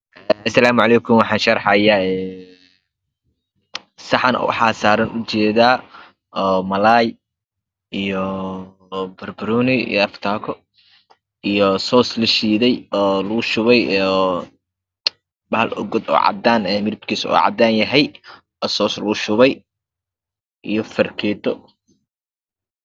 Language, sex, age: Somali, male, 25-35